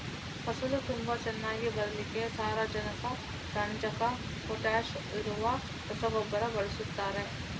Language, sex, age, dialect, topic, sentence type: Kannada, female, 31-35, Coastal/Dakshin, agriculture, statement